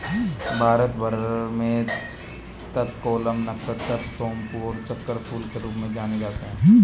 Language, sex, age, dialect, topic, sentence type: Hindi, male, 25-30, Marwari Dhudhari, agriculture, statement